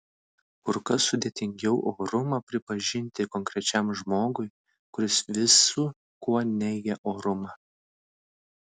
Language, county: Lithuanian, Vilnius